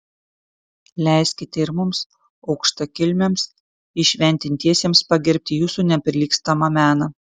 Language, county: Lithuanian, Kaunas